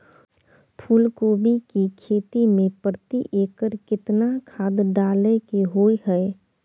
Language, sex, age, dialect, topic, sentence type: Maithili, female, 25-30, Bajjika, agriculture, question